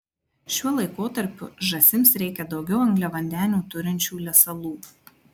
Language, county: Lithuanian, Marijampolė